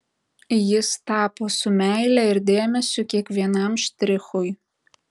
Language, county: Lithuanian, Tauragė